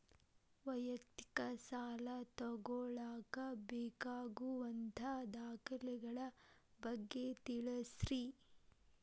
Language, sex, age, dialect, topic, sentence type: Kannada, female, 18-24, Dharwad Kannada, banking, question